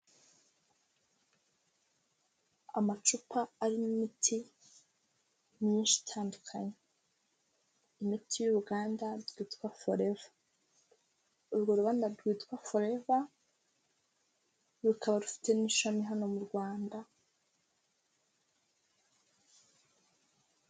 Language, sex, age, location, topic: Kinyarwanda, female, 18-24, Huye, health